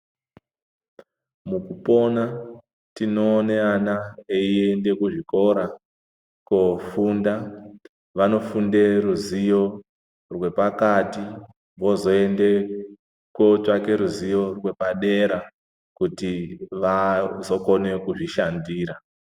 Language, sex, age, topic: Ndau, male, 50+, education